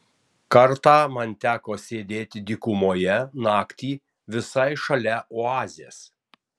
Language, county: Lithuanian, Tauragė